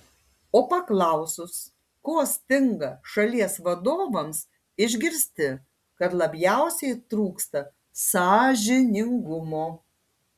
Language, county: Lithuanian, Panevėžys